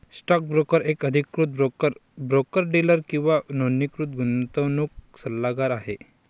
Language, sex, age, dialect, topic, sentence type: Marathi, male, 51-55, Northern Konkan, banking, statement